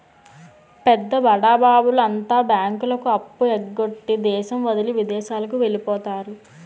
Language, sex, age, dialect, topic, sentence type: Telugu, female, 18-24, Utterandhra, banking, statement